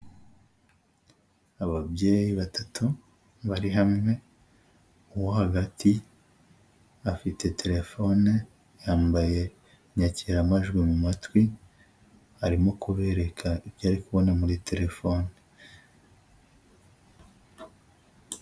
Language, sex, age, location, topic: Kinyarwanda, male, 25-35, Huye, health